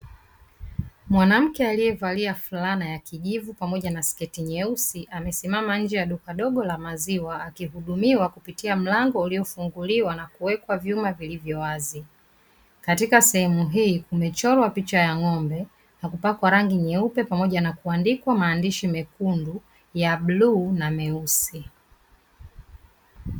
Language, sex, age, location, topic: Swahili, female, 36-49, Dar es Salaam, finance